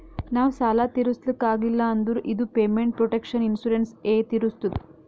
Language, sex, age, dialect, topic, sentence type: Kannada, female, 18-24, Northeastern, banking, statement